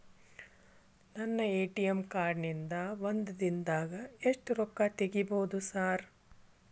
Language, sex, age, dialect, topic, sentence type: Kannada, female, 41-45, Dharwad Kannada, banking, question